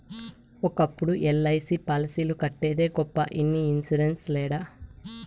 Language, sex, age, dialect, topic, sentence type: Telugu, female, 18-24, Southern, banking, statement